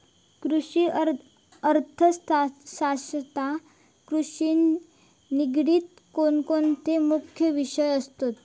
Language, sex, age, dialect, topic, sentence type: Marathi, female, 41-45, Southern Konkan, banking, statement